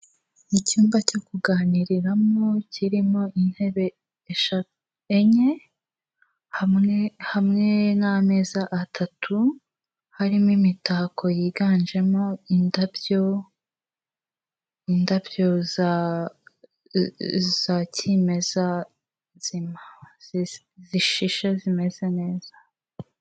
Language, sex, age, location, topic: Kinyarwanda, female, 18-24, Kigali, health